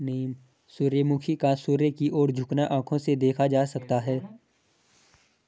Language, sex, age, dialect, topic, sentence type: Hindi, male, 18-24, Garhwali, agriculture, statement